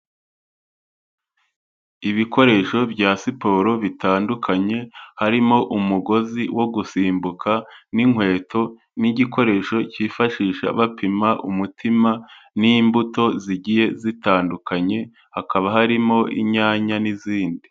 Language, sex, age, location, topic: Kinyarwanda, male, 25-35, Kigali, health